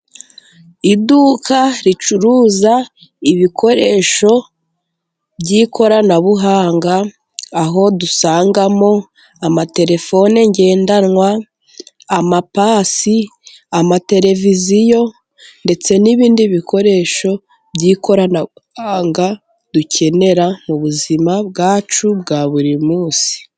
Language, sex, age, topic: Kinyarwanda, female, 18-24, finance